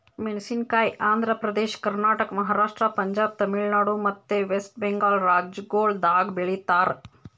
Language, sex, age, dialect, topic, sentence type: Kannada, female, 25-30, Northeastern, agriculture, statement